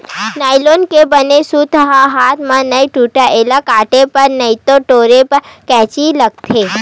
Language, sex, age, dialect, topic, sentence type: Chhattisgarhi, female, 25-30, Western/Budati/Khatahi, agriculture, statement